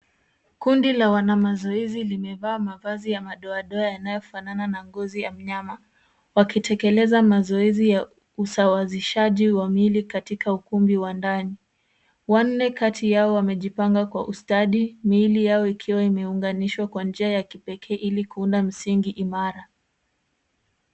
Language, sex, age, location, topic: Swahili, female, 18-24, Nairobi, government